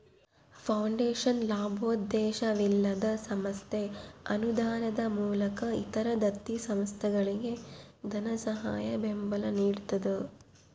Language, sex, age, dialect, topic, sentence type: Kannada, female, 25-30, Central, banking, statement